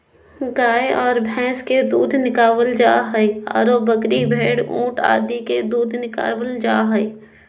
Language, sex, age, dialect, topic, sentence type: Magahi, female, 25-30, Southern, agriculture, statement